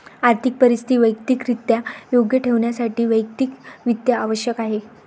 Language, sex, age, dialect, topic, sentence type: Marathi, female, 25-30, Varhadi, banking, statement